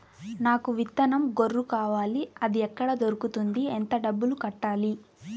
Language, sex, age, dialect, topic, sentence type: Telugu, female, 18-24, Central/Coastal, agriculture, question